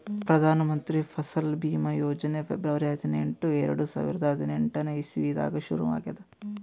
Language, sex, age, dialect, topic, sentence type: Kannada, male, 18-24, Northeastern, agriculture, statement